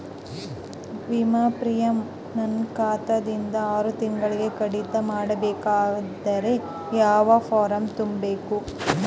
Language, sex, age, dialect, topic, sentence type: Kannada, female, 18-24, Northeastern, banking, question